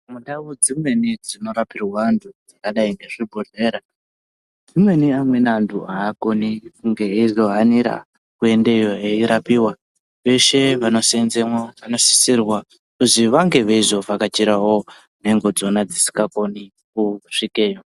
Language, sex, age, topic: Ndau, male, 50+, health